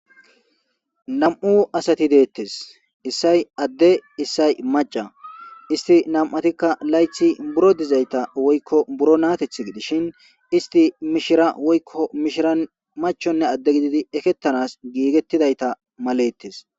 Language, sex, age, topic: Gamo, male, 25-35, government